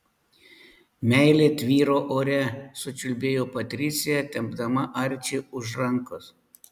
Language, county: Lithuanian, Panevėžys